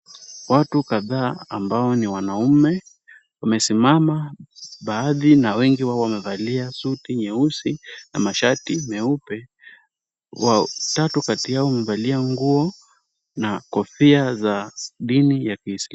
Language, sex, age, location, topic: Swahili, male, 18-24, Kisumu, government